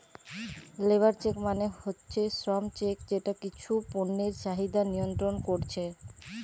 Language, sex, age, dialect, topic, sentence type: Bengali, male, 25-30, Western, banking, statement